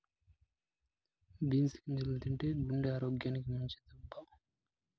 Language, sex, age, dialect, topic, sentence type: Telugu, male, 25-30, Southern, agriculture, statement